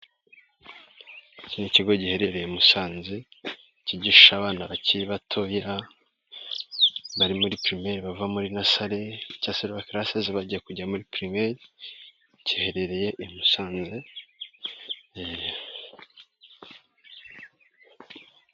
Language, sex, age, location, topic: Kinyarwanda, male, 18-24, Nyagatare, education